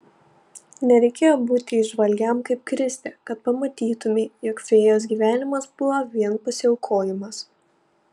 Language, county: Lithuanian, Panevėžys